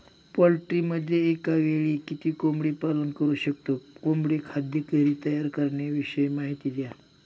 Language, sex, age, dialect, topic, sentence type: Marathi, male, 51-55, Northern Konkan, agriculture, question